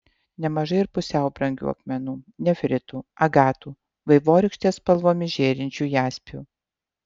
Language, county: Lithuanian, Utena